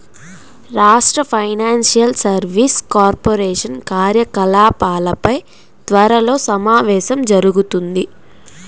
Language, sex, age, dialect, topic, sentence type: Telugu, female, 18-24, Central/Coastal, banking, statement